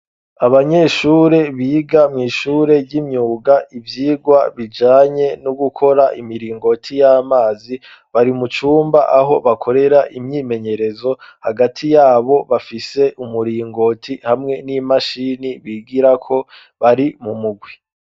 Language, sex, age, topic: Rundi, male, 25-35, education